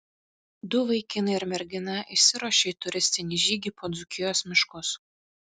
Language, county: Lithuanian, Kaunas